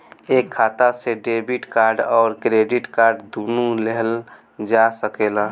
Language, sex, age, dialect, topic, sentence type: Bhojpuri, male, <18, Northern, banking, question